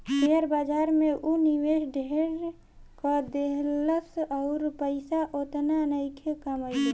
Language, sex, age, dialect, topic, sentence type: Bhojpuri, female, 18-24, Southern / Standard, banking, statement